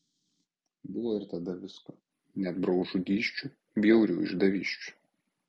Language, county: Lithuanian, Kaunas